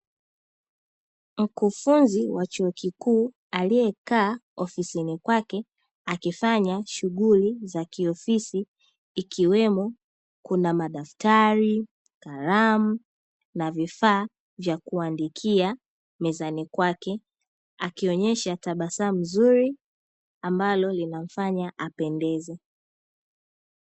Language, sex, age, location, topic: Swahili, female, 18-24, Dar es Salaam, education